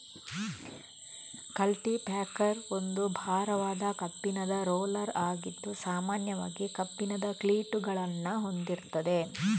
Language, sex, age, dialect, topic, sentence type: Kannada, female, 18-24, Coastal/Dakshin, agriculture, statement